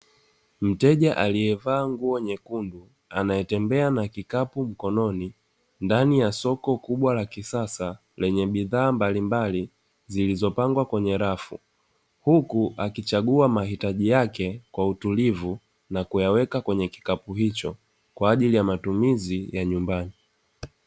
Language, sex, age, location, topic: Swahili, male, 25-35, Dar es Salaam, finance